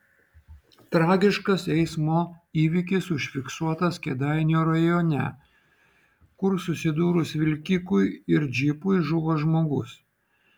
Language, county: Lithuanian, Vilnius